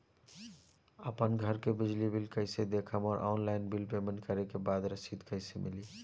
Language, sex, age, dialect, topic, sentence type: Bhojpuri, male, 18-24, Southern / Standard, banking, question